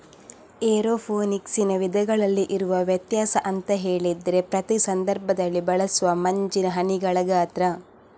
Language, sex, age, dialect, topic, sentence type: Kannada, female, 18-24, Coastal/Dakshin, agriculture, statement